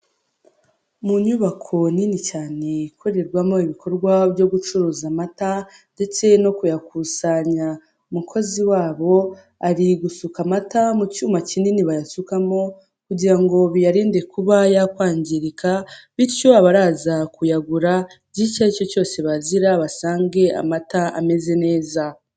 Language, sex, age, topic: Kinyarwanda, female, 25-35, finance